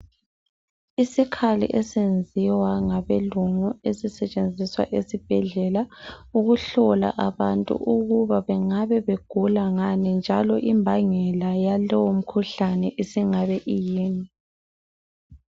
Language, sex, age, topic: North Ndebele, female, 18-24, health